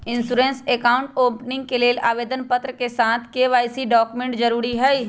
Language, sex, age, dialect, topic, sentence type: Magahi, male, 25-30, Western, banking, statement